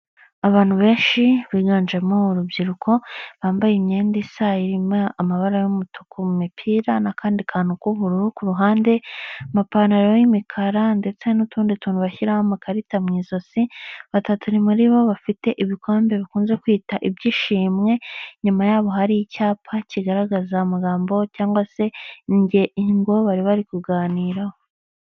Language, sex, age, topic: Kinyarwanda, female, 25-35, government